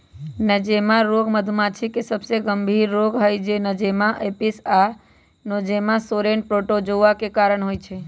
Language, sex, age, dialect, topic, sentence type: Magahi, female, 18-24, Western, agriculture, statement